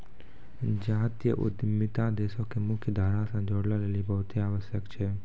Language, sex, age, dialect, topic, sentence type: Maithili, female, 25-30, Angika, banking, statement